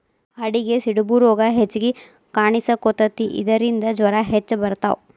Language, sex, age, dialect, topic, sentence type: Kannada, female, 25-30, Dharwad Kannada, agriculture, statement